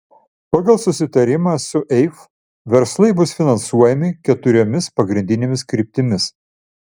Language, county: Lithuanian, Vilnius